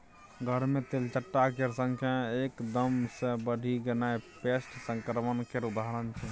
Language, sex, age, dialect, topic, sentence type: Maithili, male, 25-30, Bajjika, agriculture, statement